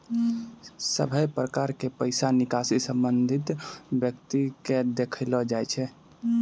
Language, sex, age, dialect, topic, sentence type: Maithili, male, 18-24, Angika, banking, statement